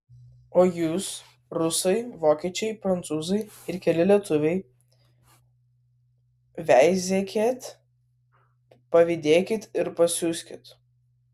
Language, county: Lithuanian, Vilnius